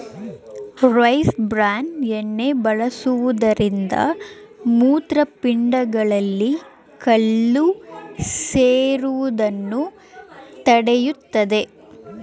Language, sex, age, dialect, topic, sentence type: Kannada, female, 18-24, Mysore Kannada, agriculture, statement